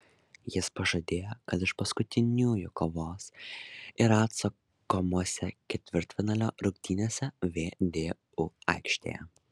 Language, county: Lithuanian, Šiauliai